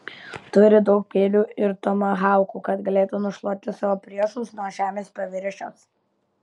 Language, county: Lithuanian, Kaunas